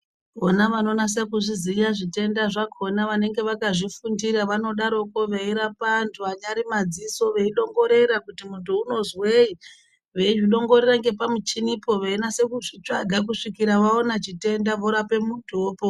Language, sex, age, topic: Ndau, female, 25-35, health